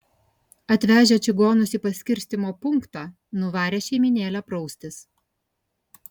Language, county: Lithuanian, Kaunas